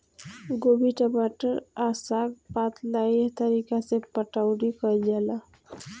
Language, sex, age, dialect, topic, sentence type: Bhojpuri, female, 18-24, Southern / Standard, agriculture, statement